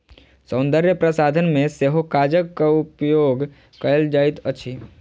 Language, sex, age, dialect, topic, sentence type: Maithili, male, 18-24, Southern/Standard, agriculture, statement